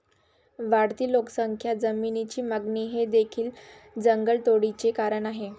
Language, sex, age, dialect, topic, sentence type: Marathi, female, 18-24, Varhadi, agriculture, statement